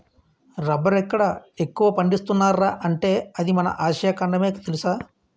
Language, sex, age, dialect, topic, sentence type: Telugu, male, 31-35, Utterandhra, agriculture, statement